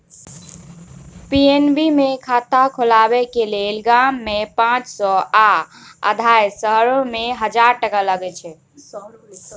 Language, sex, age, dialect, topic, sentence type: Maithili, female, 18-24, Bajjika, banking, statement